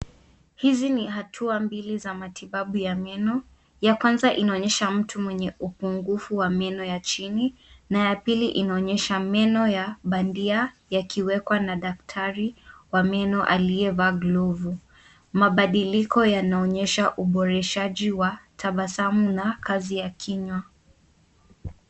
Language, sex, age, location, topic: Swahili, female, 18-24, Nairobi, health